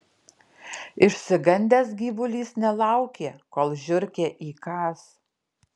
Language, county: Lithuanian, Alytus